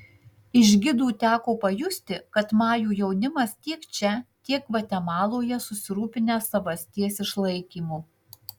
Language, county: Lithuanian, Marijampolė